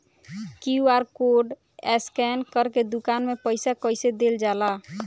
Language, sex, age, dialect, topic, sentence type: Bhojpuri, female, <18, Southern / Standard, banking, question